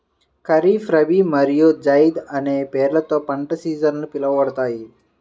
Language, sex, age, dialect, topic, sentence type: Telugu, male, 31-35, Central/Coastal, agriculture, statement